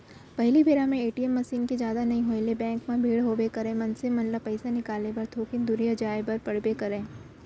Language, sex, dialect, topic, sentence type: Chhattisgarhi, female, Central, banking, statement